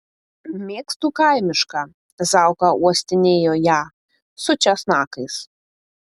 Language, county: Lithuanian, Panevėžys